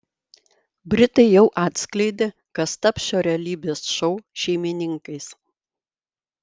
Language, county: Lithuanian, Vilnius